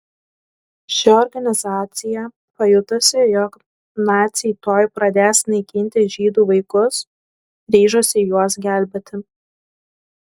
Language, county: Lithuanian, Klaipėda